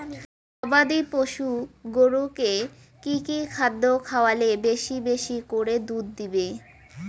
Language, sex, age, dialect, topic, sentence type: Bengali, female, 18-24, Rajbangshi, agriculture, question